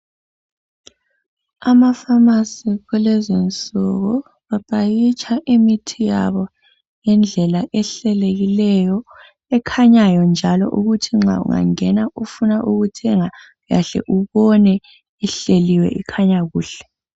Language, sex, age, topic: North Ndebele, female, 18-24, health